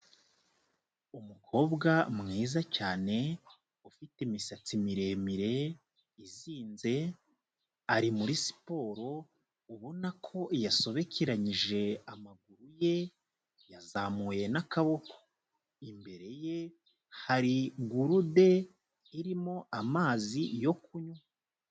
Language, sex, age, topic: Kinyarwanda, male, 25-35, health